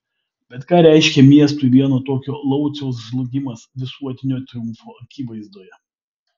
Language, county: Lithuanian, Vilnius